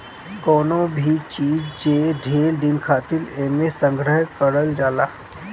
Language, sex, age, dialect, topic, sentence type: Bhojpuri, male, 25-30, Northern, agriculture, statement